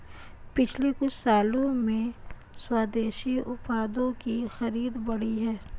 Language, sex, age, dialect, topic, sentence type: Hindi, female, 25-30, Marwari Dhudhari, agriculture, statement